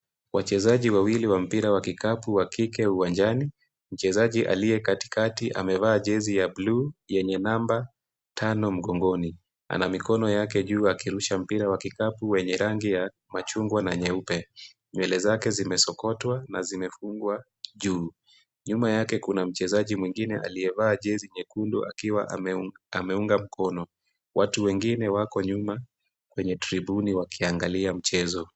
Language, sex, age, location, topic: Swahili, female, 18-24, Kisumu, government